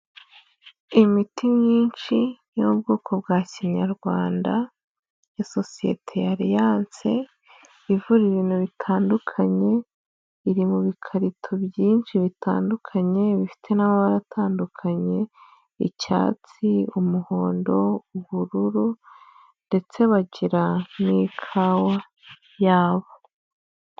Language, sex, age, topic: Kinyarwanda, female, 25-35, health